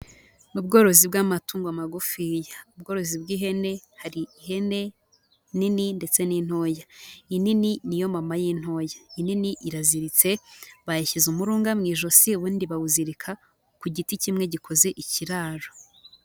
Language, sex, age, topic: Kinyarwanda, female, 18-24, agriculture